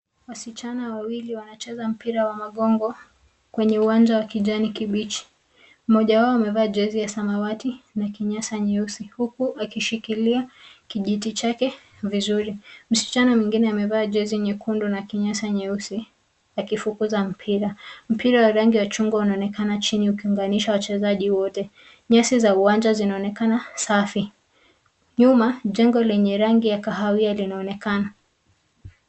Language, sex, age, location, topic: Swahili, female, 25-35, Nairobi, education